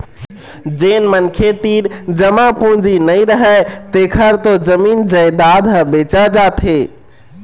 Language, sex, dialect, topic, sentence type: Chhattisgarhi, male, Eastern, banking, statement